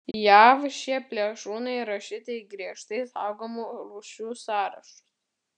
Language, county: Lithuanian, Vilnius